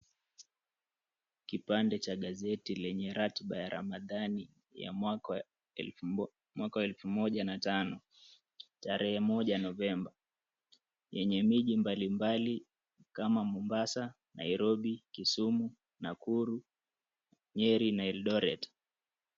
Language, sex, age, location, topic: Swahili, male, 25-35, Mombasa, government